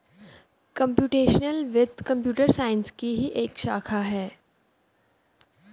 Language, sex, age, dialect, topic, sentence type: Hindi, female, 18-24, Hindustani Malvi Khadi Boli, banking, statement